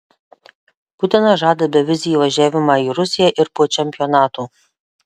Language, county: Lithuanian, Marijampolė